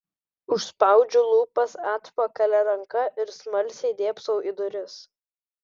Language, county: Lithuanian, Vilnius